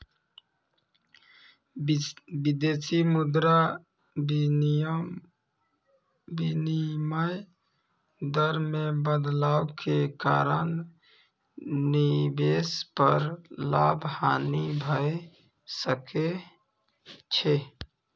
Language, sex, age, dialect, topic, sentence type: Maithili, male, 25-30, Eastern / Thethi, banking, statement